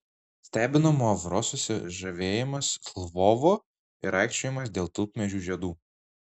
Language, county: Lithuanian, Marijampolė